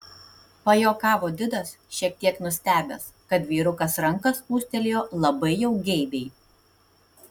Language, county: Lithuanian, Tauragė